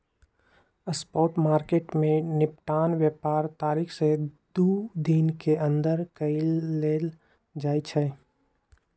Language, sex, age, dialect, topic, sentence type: Magahi, male, 18-24, Western, banking, statement